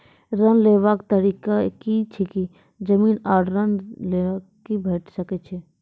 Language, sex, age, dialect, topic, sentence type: Maithili, female, 18-24, Angika, banking, question